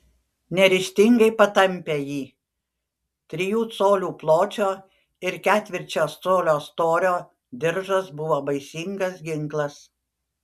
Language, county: Lithuanian, Panevėžys